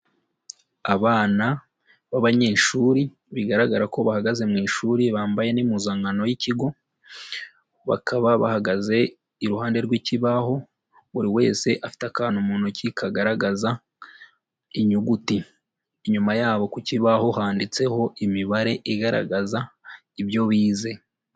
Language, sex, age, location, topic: Kinyarwanda, male, 18-24, Huye, education